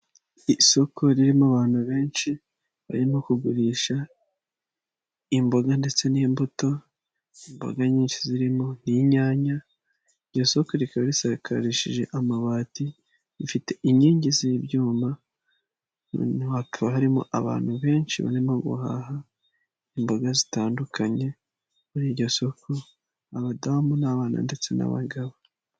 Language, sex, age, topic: Kinyarwanda, male, 18-24, finance